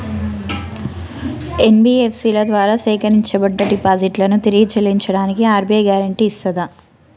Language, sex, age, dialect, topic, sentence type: Telugu, female, 31-35, Telangana, banking, question